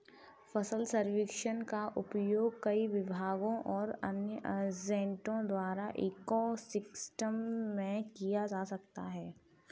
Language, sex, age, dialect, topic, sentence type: Hindi, female, 18-24, Kanauji Braj Bhasha, agriculture, statement